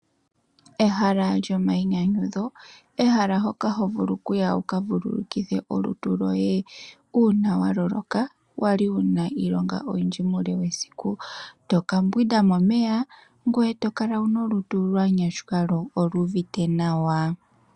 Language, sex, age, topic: Oshiwambo, female, 18-24, agriculture